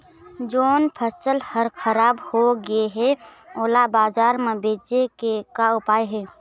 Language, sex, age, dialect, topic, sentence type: Chhattisgarhi, female, 25-30, Eastern, agriculture, statement